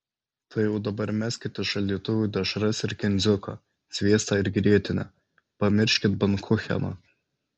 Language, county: Lithuanian, Alytus